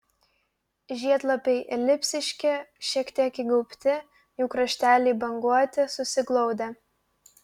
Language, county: Lithuanian, Klaipėda